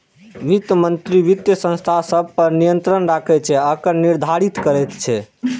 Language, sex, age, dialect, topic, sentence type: Maithili, male, 18-24, Eastern / Thethi, banking, statement